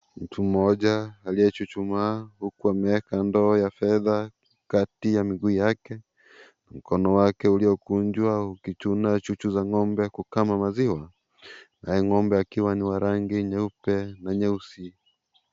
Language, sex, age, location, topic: Swahili, male, 18-24, Kisii, agriculture